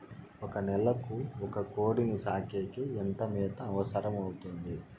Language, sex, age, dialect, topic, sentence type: Telugu, male, 41-45, Southern, agriculture, question